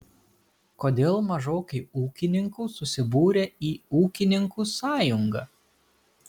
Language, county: Lithuanian, Kaunas